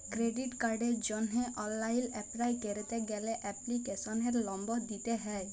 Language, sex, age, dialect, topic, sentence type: Bengali, female, 18-24, Jharkhandi, banking, statement